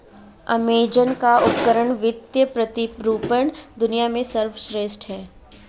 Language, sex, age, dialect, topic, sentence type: Hindi, female, 25-30, Marwari Dhudhari, banking, statement